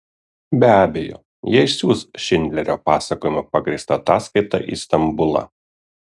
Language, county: Lithuanian, Kaunas